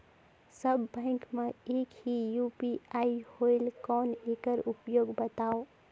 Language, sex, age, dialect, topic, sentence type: Chhattisgarhi, female, 18-24, Northern/Bhandar, banking, question